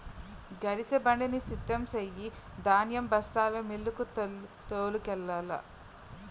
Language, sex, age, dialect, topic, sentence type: Telugu, female, 31-35, Utterandhra, agriculture, statement